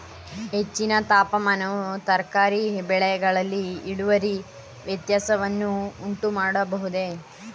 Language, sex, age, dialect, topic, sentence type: Kannada, female, 18-24, Mysore Kannada, agriculture, question